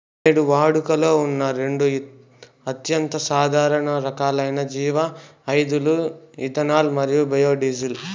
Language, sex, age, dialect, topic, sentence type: Telugu, male, 18-24, Southern, agriculture, statement